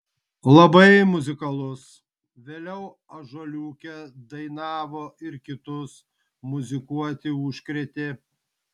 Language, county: Lithuanian, Vilnius